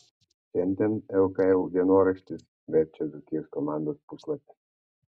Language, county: Lithuanian, Kaunas